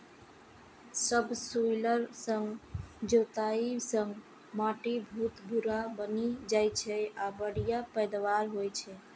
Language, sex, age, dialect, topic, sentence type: Maithili, female, 51-55, Eastern / Thethi, agriculture, statement